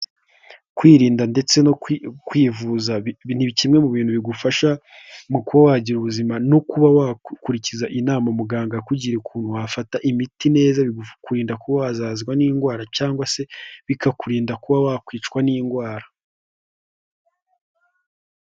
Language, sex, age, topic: Kinyarwanda, male, 18-24, health